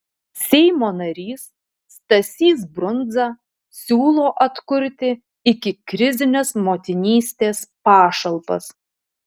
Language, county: Lithuanian, Utena